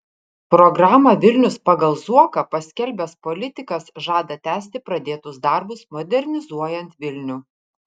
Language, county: Lithuanian, Kaunas